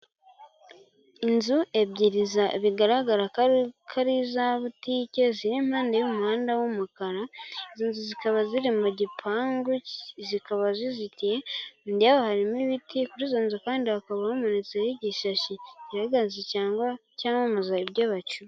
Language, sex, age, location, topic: Kinyarwanda, female, 18-24, Gakenke, finance